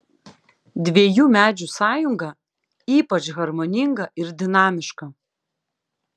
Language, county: Lithuanian, Klaipėda